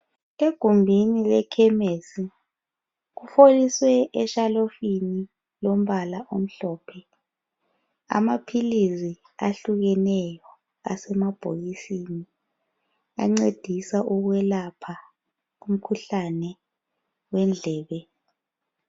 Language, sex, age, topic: North Ndebele, female, 25-35, health